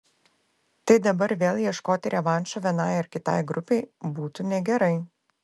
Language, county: Lithuanian, Klaipėda